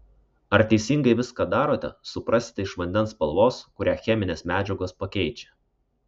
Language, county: Lithuanian, Kaunas